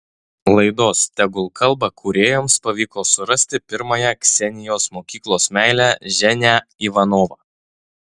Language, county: Lithuanian, Utena